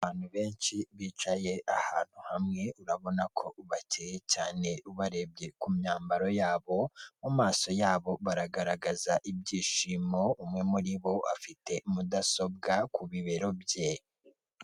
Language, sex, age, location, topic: Kinyarwanda, female, 36-49, Kigali, government